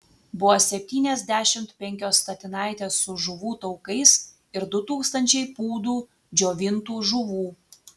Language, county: Lithuanian, Telšiai